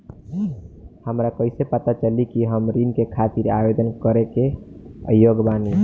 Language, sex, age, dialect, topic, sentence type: Bhojpuri, male, <18, Southern / Standard, banking, statement